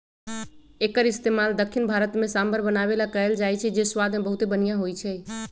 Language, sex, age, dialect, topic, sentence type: Magahi, female, 25-30, Western, agriculture, statement